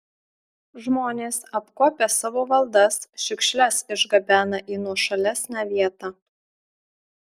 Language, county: Lithuanian, Marijampolė